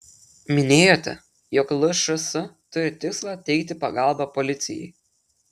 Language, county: Lithuanian, Telšiai